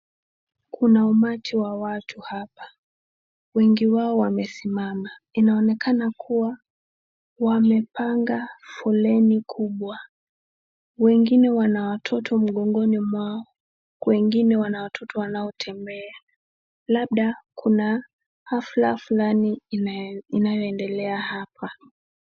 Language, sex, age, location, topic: Swahili, female, 18-24, Nakuru, government